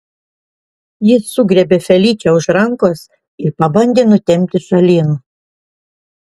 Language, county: Lithuanian, Panevėžys